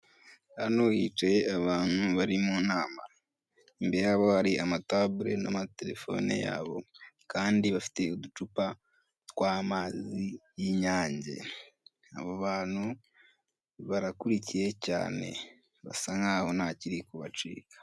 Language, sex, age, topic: Kinyarwanda, male, 18-24, government